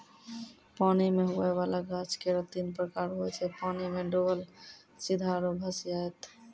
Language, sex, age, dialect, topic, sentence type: Maithili, female, 31-35, Angika, agriculture, statement